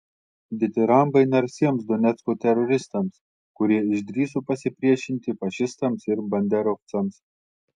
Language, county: Lithuanian, Telšiai